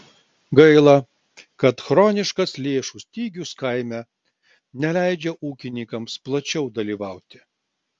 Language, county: Lithuanian, Klaipėda